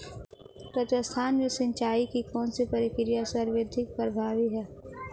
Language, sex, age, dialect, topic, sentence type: Hindi, female, 18-24, Marwari Dhudhari, agriculture, question